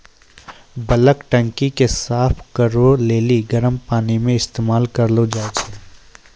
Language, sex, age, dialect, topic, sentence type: Maithili, male, 18-24, Angika, agriculture, statement